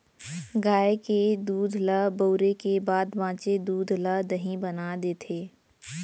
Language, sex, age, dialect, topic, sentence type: Chhattisgarhi, female, 18-24, Central, agriculture, statement